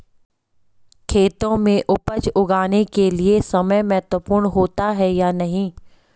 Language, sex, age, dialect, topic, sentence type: Hindi, female, 25-30, Hindustani Malvi Khadi Boli, agriculture, question